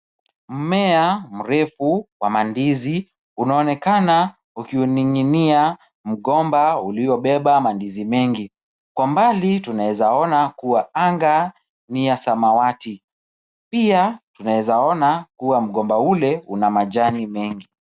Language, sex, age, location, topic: Swahili, male, 25-35, Kisumu, agriculture